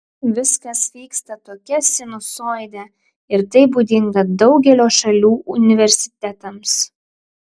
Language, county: Lithuanian, Klaipėda